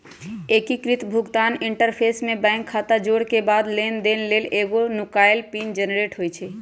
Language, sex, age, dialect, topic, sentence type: Magahi, female, 31-35, Western, banking, statement